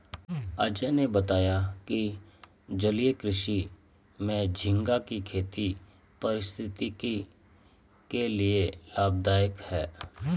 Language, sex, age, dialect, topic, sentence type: Hindi, male, 36-40, Marwari Dhudhari, agriculture, statement